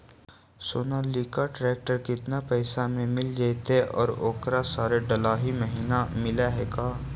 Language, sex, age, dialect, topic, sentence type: Magahi, male, 51-55, Central/Standard, agriculture, question